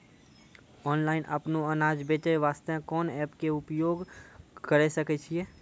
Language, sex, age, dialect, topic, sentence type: Maithili, male, 51-55, Angika, agriculture, question